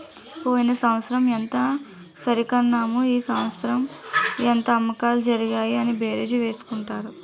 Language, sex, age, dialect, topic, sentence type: Telugu, female, 18-24, Utterandhra, banking, statement